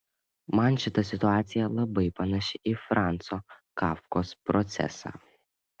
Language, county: Lithuanian, Panevėžys